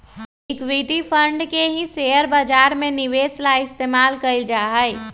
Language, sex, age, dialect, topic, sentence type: Magahi, female, 25-30, Western, banking, statement